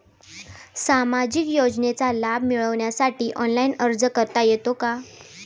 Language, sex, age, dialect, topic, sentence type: Marathi, female, 18-24, Standard Marathi, banking, question